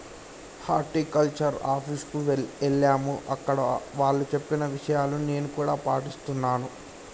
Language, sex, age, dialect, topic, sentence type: Telugu, male, 18-24, Telangana, agriculture, statement